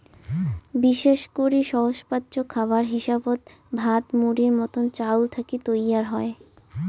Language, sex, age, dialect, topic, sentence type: Bengali, female, 18-24, Rajbangshi, agriculture, statement